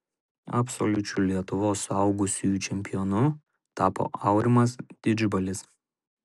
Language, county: Lithuanian, Šiauliai